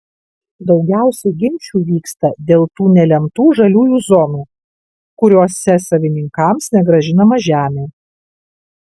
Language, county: Lithuanian, Kaunas